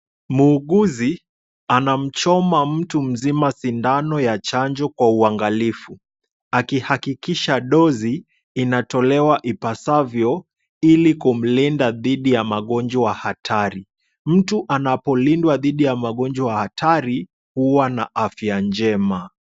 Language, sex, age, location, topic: Swahili, male, 18-24, Kisumu, health